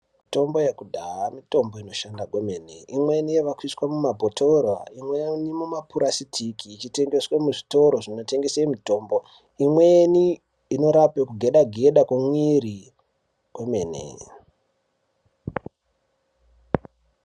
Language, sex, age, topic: Ndau, male, 18-24, health